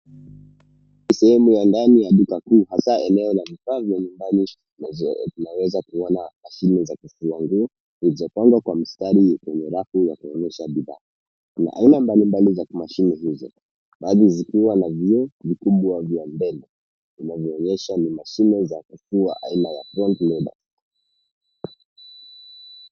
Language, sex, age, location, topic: Swahili, male, 18-24, Nairobi, finance